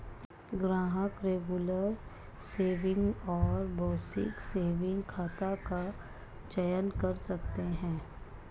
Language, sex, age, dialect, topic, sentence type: Hindi, male, 56-60, Marwari Dhudhari, banking, statement